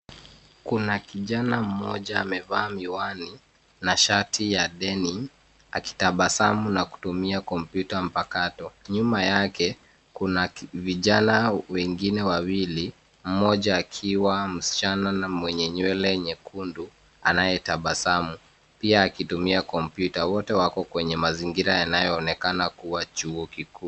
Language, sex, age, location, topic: Swahili, male, 25-35, Nairobi, education